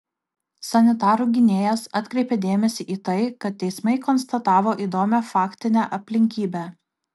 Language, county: Lithuanian, Kaunas